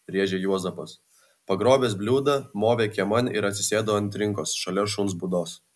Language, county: Lithuanian, Vilnius